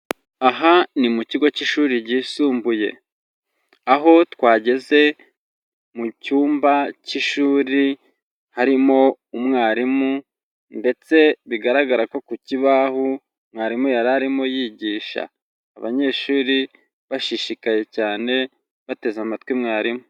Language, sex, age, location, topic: Kinyarwanda, male, 25-35, Huye, education